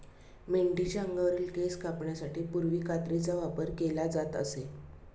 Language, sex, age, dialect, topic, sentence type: Marathi, female, 36-40, Standard Marathi, agriculture, statement